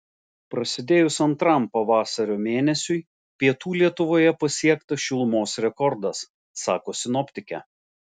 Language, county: Lithuanian, Alytus